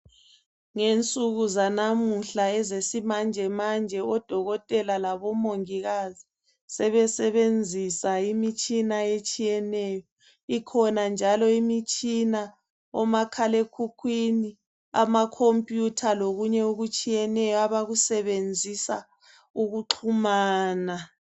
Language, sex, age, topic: North Ndebele, male, 36-49, health